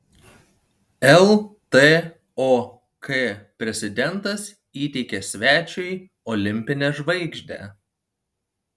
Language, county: Lithuanian, Panevėžys